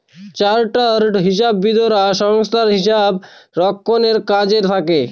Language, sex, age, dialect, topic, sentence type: Bengali, male, 41-45, Northern/Varendri, banking, statement